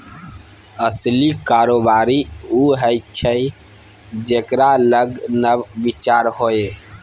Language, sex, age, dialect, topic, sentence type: Maithili, male, 31-35, Bajjika, banking, statement